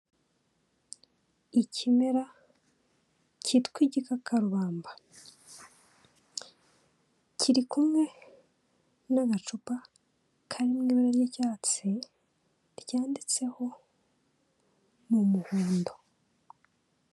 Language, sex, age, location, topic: Kinyarwanda, female, 18-24, Kigali, health